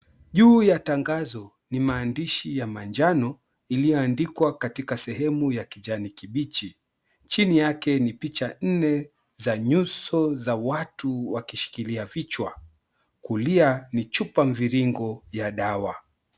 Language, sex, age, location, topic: Swahili, male, 36-49, Mombasa, health